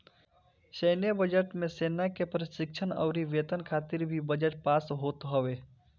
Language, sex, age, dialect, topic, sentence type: Bhojpuri, male, <18, Northern, banking, statement